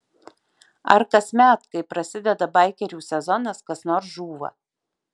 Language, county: Lithuanian, Marijampolė